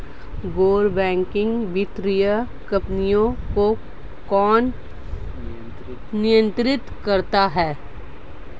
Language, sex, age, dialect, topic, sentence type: Hindi, female, 36-40, Marwari Dhudhari, banking, question